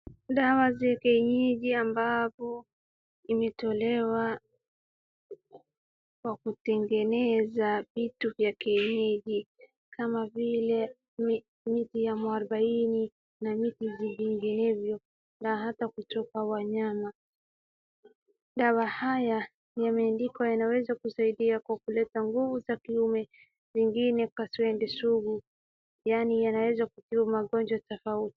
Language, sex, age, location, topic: Swahili, female, 18-24, Wajir, health